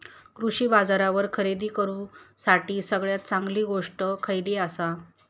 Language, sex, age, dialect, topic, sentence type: Marathi, female, 31-35, Southern Konkan, agriculture, question